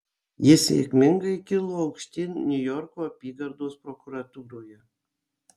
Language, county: Lithuanian, Kaunas